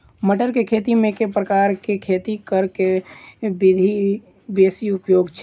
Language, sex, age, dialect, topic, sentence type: Maithili, female, 18-24, Southern/Standard, agriculture, question